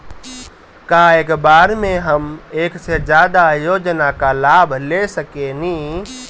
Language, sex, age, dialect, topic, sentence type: Bhojpuri, male, 18-24, Northern, banking, question